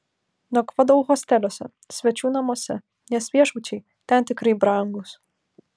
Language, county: Lithuanian, Vilnius